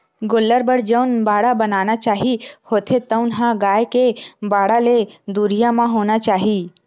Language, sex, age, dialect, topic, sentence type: Chhattisgarhi, female, 18-24, Western/Budati/Khatahi, agriculture, statement